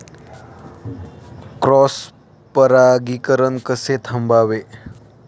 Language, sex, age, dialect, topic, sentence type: Marathi, male, 18-24, Standard Marathi, agriculture, question